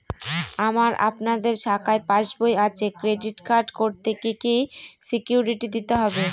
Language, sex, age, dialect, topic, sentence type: Bengali, female, 36-40, Northern/Varendri, banking, question